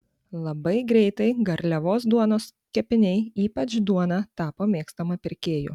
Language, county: Lithuanian, Panevėžys